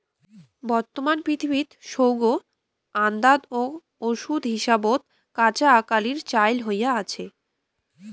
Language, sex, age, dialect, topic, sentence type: Bengali, female, 18-24, Rajbangshi, agriculture, statement